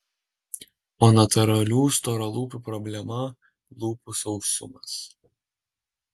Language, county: Lithuanian, Alytus